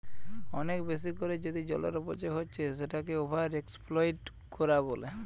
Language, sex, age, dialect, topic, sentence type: Bengali, male, 25-30, Western, agriculture, statement